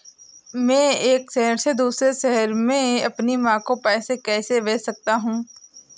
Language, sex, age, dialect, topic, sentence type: Hindi, female, 18-24, Awadhi Bundeli, banking, question